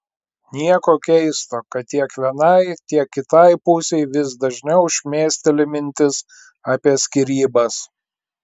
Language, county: Lithuanian, Klaipėda